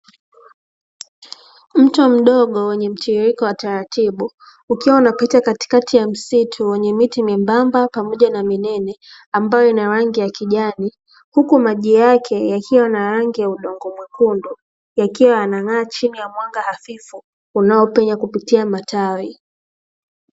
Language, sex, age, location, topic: Swahili, female, 25-35, Dar es Salaam, agriculture